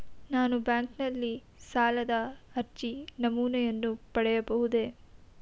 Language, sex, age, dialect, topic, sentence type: Kannada, female, 18-24, Mysore Kannada, banking, question